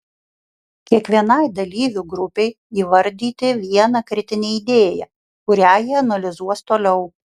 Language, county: Lithuanian, Kaunas